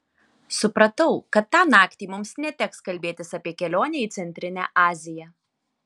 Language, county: Lithuanian, Alytus